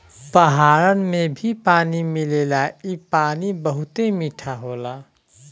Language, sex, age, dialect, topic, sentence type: Bhojpuri, male, 31-35, Western, agriculture, statement